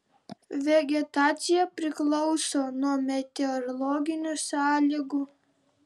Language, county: Lithuanian, Vilnius